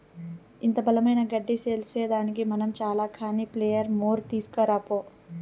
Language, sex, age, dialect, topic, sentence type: Telugu, male, 18-24, Southern, agriculture, statement